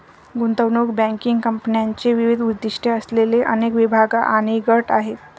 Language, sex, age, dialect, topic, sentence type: Marathi, female, 25-30, Varhadi, banking, statement